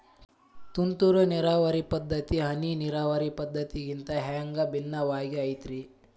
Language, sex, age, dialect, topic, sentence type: Kannada, male, 18-24, Dharwad Kannada, agriculture, question